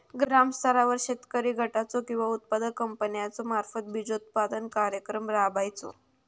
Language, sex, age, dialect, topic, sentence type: Marathi, female, 51-55, Southern Konkan, agriculture, question